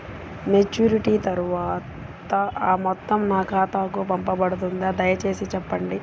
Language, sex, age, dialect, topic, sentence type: Telugu, female, 36-40, Central/Coastal, banking, question